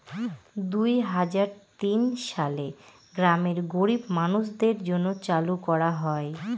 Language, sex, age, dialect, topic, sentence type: Bengali, female, 18-24, Northern/Varendri, banking, statement